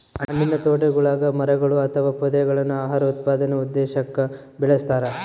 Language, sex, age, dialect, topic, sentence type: Kannada, male, 18-24, Central, agriculture, statement